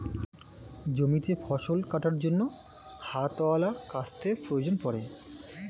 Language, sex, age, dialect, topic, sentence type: Bengali, male, 25-30, Standard Colloquial, agriculture, statement